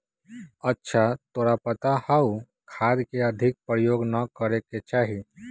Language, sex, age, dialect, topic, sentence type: Magahi, male, 18-24, Western, agriculture, statement